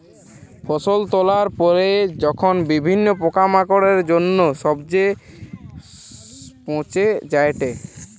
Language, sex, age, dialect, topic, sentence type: Bengali, male, 18-24, Western, agriculture, statement